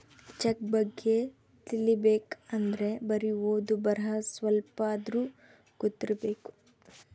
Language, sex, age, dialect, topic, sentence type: Kannada, female, 25-30, Central, banking, statement